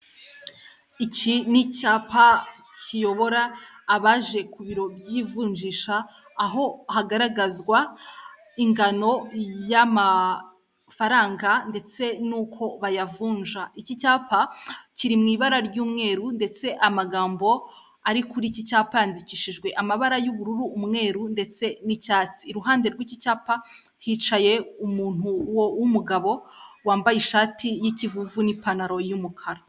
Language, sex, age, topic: Kinyarwanda, female, 18-24, finance